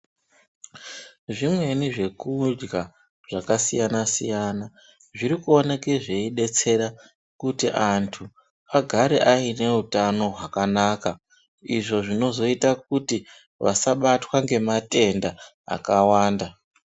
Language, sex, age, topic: Ndau, male, 36-49, health